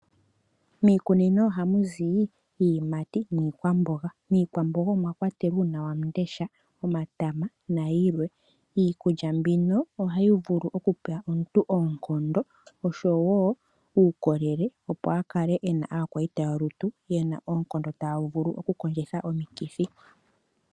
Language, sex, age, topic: Oshiwambo, female, 25-35, finance